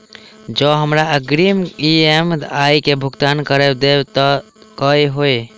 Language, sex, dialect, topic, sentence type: Maithili, male, Southern/Standard, banking, question